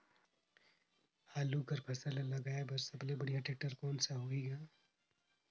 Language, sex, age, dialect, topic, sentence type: Chhattisgarhi, male, 18-24, Northern/Bhandar, agriculture, question